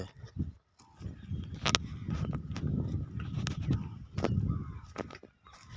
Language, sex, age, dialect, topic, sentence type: Magahi, male, 51-55, Northeastern/Surjapuri, banking, statement